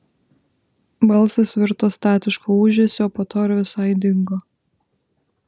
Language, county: Lithuanian, Vilnius